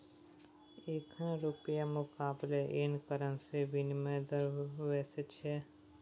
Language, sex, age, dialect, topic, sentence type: Maithili, male, 18-24, Bajjika, banking, statement